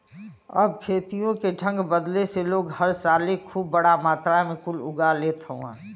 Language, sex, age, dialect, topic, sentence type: Bhojpuri, female, 60-100, Western, agriculture, statement